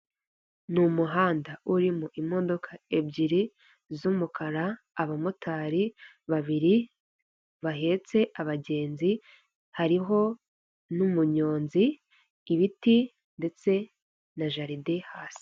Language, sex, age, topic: Kinyarwanda, female, 18-24, government